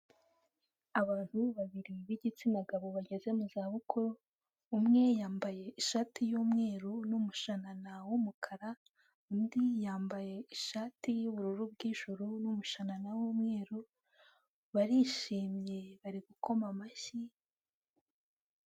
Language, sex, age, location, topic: Kinyarwanda, female, 18-24, Kigali, health